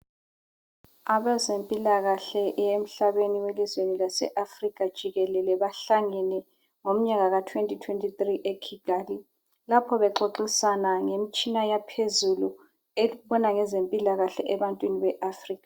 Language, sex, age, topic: North Ndebele, female, 25-35, health